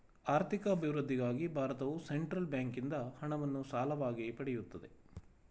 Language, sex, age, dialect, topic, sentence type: Kannada, male, 36-40, Mysore Kannada, banking, statement